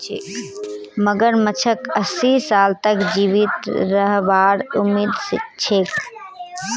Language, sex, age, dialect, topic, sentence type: Magahi, female, 18-24, Northeastern/Surjapuri, agriculture, statement